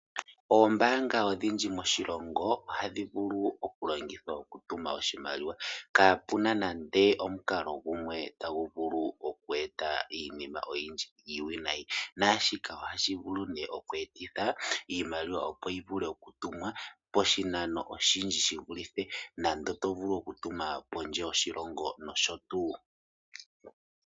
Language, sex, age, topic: Oshiwambo, male, 18-24, finance